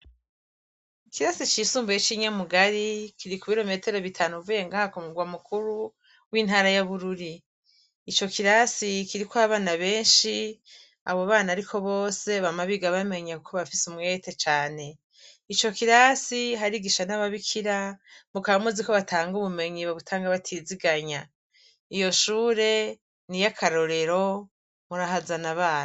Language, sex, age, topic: Rundi, female, 36-49, education